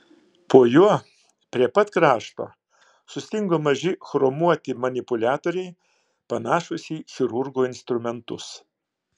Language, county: Lithuanian, Klaipėda